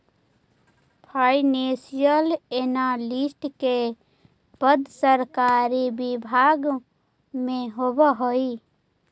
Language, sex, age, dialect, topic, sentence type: Magahi, female, 18-24, Central/Standard, banking, statement